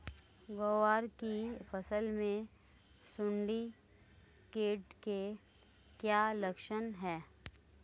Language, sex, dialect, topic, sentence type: Hindi, female, Marwari Dhudhari, agriculture, question